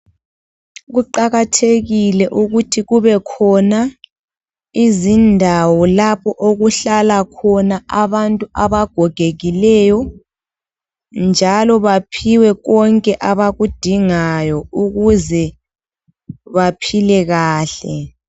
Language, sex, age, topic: North Ndebele, female, 25-35, health